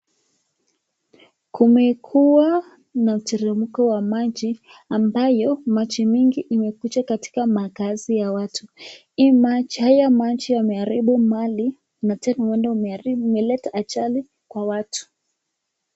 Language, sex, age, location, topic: Swahili, female, 25-35, Nakuru, health